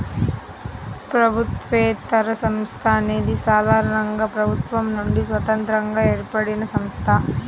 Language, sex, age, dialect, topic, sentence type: Telugu, female, 18-24, Central/Coastal, banking, statement